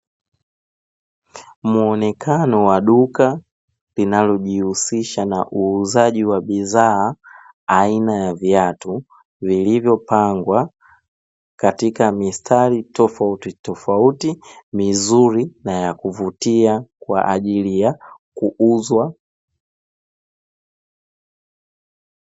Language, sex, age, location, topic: Swahili, male, 25-35, Dar es Salaam, finance